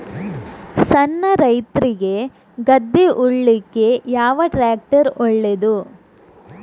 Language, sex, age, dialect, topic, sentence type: Kannada, female, 46-50, Coastal/Dakshin, agriculture, question